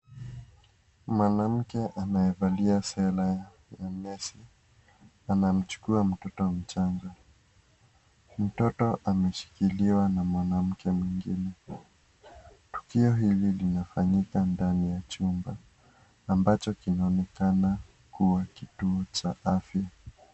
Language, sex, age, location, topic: Swahili, male, 18-24, Kisii, health